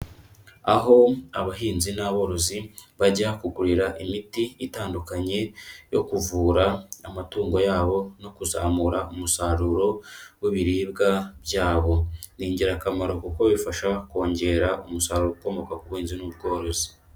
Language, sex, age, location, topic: Kinyarwanda, female, 25-35, Kigali, agriculture